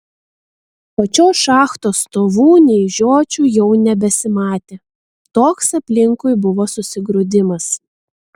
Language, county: Lithuanian, Vilnius